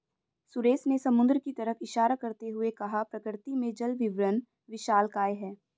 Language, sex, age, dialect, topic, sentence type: Hindi, female, 18-24, Hindustani Malvi Khadi Boli, agriculture, statement